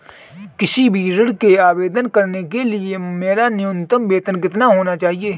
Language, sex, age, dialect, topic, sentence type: Hindi, male, 25-30, Marwari Dhudhari, banking, question